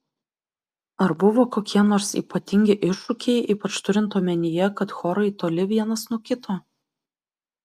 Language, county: Lithuanian, Vilnius